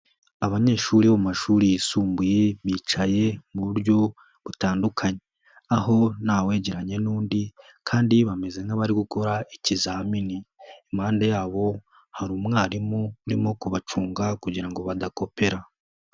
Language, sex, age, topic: Kinyarwanda, male, 18-24, education